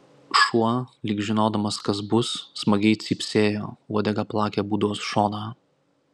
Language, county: Lithuanian, Klaipėda